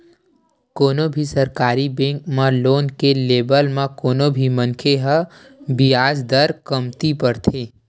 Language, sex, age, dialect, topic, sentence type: Chhattisgarhi, male, 18-24, Western/Budati/Khatahi, banking, statement